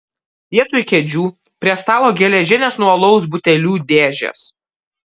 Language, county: Lithuanian, Kaunas